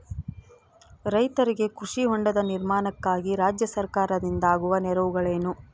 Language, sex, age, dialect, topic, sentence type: Kannada, female, 41-45, Central, agriculture, question